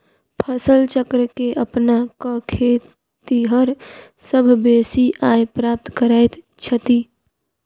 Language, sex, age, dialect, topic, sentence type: Maithili, female, 41-45, Southern/Standard, agriculture, statement